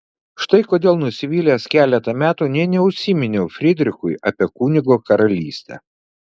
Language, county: Lithuanian, Vilnius